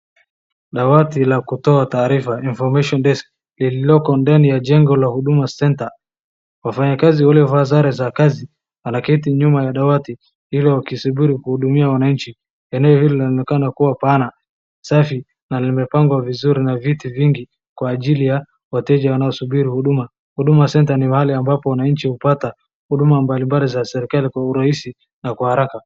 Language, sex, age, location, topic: Swahili, male, 25-35, Wajir, government